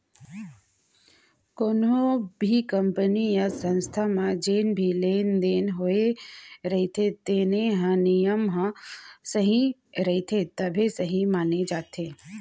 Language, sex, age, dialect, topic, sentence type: Chhattisgarhi, female, 36-40, Central, banking, statement